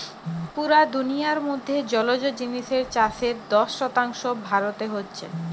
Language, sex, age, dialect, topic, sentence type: Bengali, female, 25-30, Western, agriculture, statement